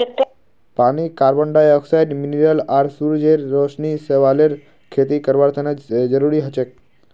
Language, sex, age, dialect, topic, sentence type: Magahi, male, 51-55, Northeastern/Surjapuri, agriculture, statement